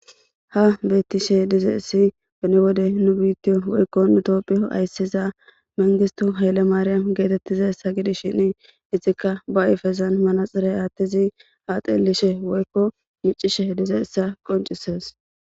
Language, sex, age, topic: Gamo, female, 25-35, government